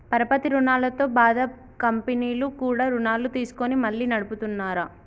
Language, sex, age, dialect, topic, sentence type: Telugu, female, 18-24, Telangana, banking, statement